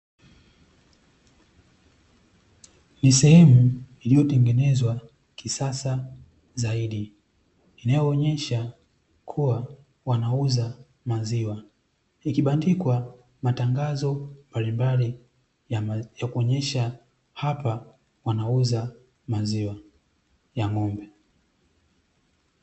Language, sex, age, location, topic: Swahili, male, 18-24, Dar es Salaam, finance